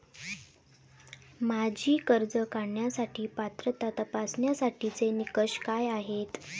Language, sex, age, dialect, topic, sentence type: Marathi, female, 18-24, Standard Marathi, banking, question